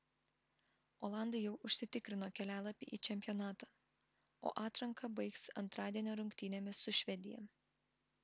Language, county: Lithuanian, Vilnius